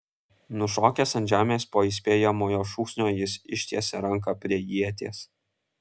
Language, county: Lithuanian, Kaunas